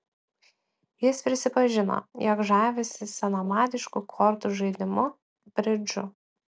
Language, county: Lithuanian, Klaipėda